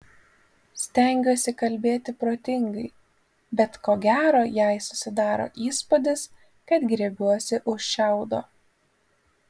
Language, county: Lithuanian, Panevėžys